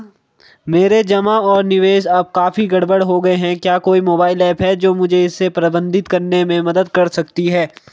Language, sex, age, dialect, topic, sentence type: Hindi, male, 18-24, Hindustani Malvi Khadi Boli, banking, question